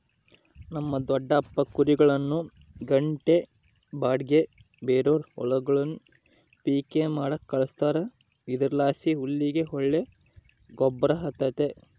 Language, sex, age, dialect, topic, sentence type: Kannada, male, 25-30, Central, agriculture, statement